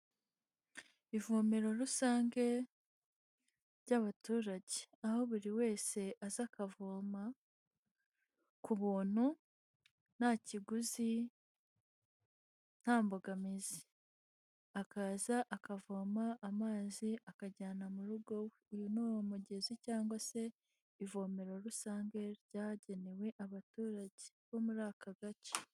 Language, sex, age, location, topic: Kinyarwanda, female, 18-24, Huye, health